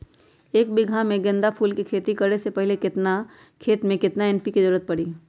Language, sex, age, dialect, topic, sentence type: Magahi, female, 31-35, Western, agriculture, question